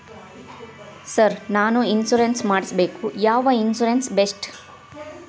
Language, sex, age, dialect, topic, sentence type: Kannada, female, 36-40, Dharwad Kannada, banking, question